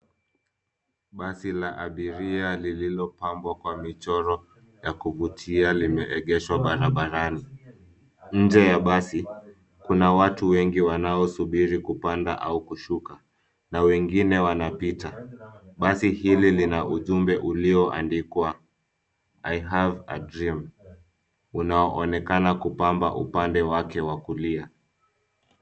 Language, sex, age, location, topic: Swahili, male, 25-35, Nairobi, government